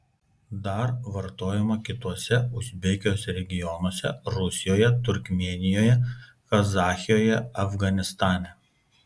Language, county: Lithuanian, Kaunas